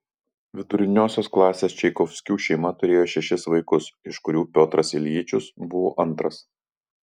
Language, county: Lithuanian, Vilnius